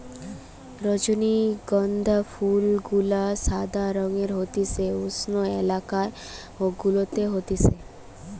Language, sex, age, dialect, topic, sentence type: Bengali, female, 18-24, Western, agriculture, statement